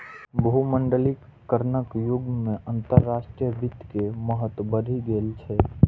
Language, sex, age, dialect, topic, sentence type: Maithili, male, 18-24, Eastern / Thethi, banking, statement